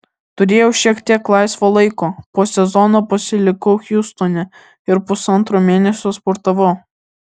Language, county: Lithuanian, Alytus